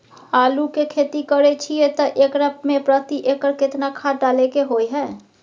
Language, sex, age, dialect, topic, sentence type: Maithili, female, 18-24, Bajjika, agriculture, question